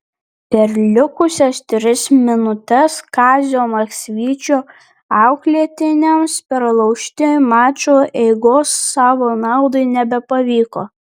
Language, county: Lithuanian, Panevėžys